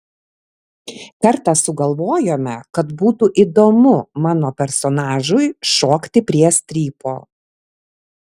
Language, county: Lithuanian, Vilnius